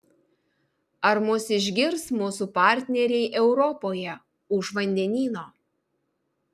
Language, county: Lithuanian, Vilnius